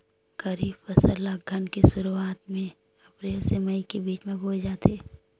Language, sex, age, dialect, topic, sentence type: Chhattisgarhi, female, 51-55, Western/Budati/Khatahi, agriculture, statement